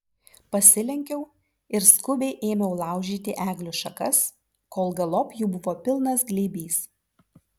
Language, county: Lithuanian, Vilnius